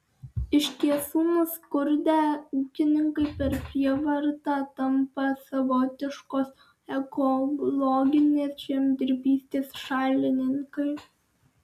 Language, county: Lithuanian, Alytus